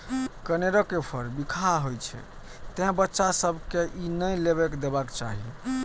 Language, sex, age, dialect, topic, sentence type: Maithili, male, 31-35, Eastern / Thethi, agriculture, statement